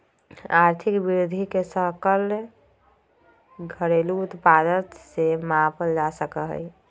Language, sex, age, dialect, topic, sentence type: Magahi, female, 25-30, Western, banking, statement